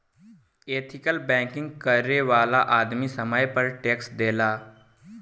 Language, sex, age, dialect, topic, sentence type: Bhojpuri, male, 18-24, Southern / Standard, banking, statement